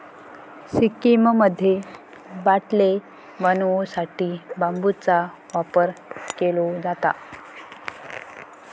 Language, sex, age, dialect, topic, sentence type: Marathi, female, 25-30, Southern Konkan, agriculture, statement